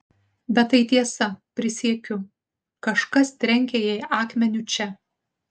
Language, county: Lithuanian, Utena